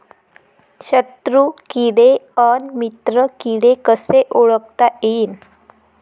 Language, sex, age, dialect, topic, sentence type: Marathi, female, 18-24, Varhadi, agriculture, question